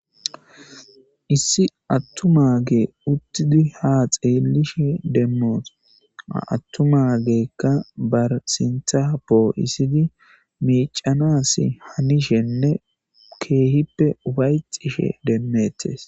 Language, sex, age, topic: Gamo, male, 25-35, government